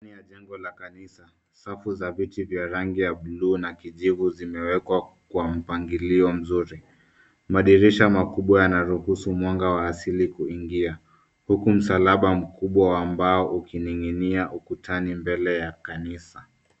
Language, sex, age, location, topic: Swahili, male, 18-24, Nairobi, education